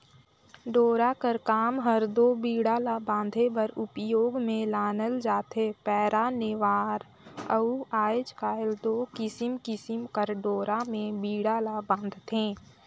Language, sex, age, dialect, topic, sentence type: Chhattisgarhi, female, 18-24, Northern/Bhandar, agriculture, statement